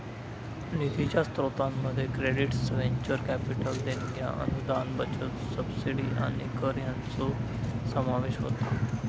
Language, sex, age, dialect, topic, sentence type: Marathi, male, 25-30, Southern Konkan, banking, statement